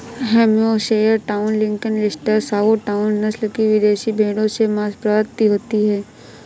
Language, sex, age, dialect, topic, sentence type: Hindi, female, 51-55, Awadhi Bundeli, agriculture, statement